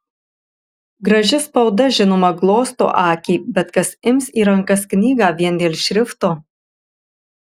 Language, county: Lithuanian, Marijampolė